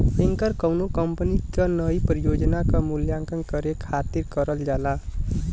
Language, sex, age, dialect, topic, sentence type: Bhojpuri, male, 18-24, Western, banking, statement